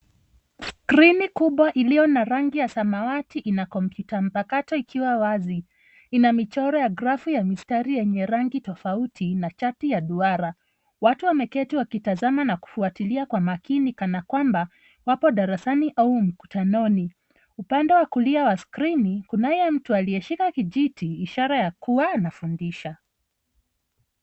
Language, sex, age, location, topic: Swahili, female, 36-49, Nairobi, education